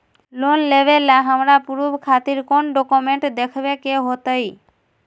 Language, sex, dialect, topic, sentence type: Magahi, female, Southern, banking, statement